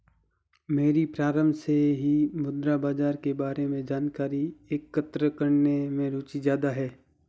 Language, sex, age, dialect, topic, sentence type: Hindi, male, 18-24, Marwari Dhudhari, banking, statement